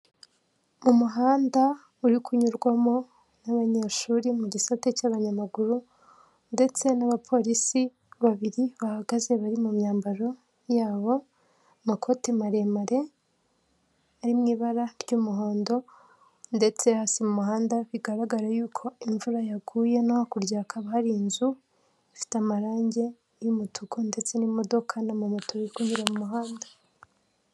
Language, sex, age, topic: Kinyarwanda, female, 18-24, government